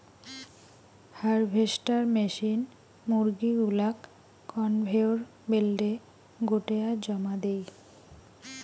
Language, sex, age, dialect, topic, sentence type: Bengali, female, 18-24, Rajbangshi, agriculture, statement